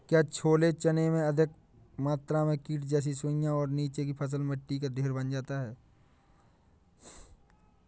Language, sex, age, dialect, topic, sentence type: Hindi, male, 18-24, Awadhi Bundeli, agriculture, question